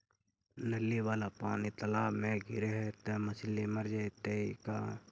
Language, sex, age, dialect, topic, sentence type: Magahi, male, 51-55, Central/Standard, agriculture, question